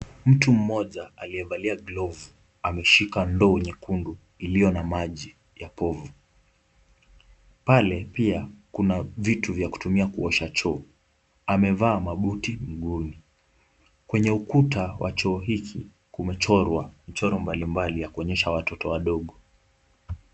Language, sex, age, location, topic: Swahili, male, 18-24, Kisumu, health